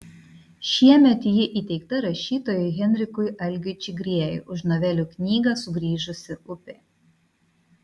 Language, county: Lithuanian, Vilnius